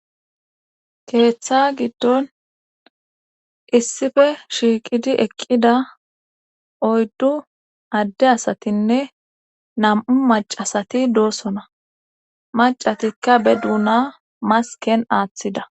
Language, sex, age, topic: Gamo, female, 18-24, government